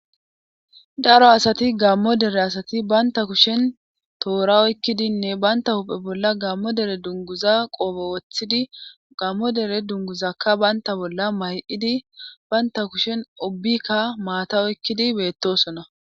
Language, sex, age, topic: Gamo, female, 25-35, government